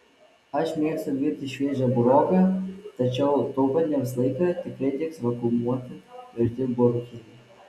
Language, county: Lithuanian, Vilnius